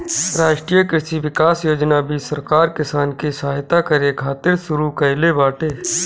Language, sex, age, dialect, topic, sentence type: Bhojpuri, male, 31-35, Northern, agriculture, statement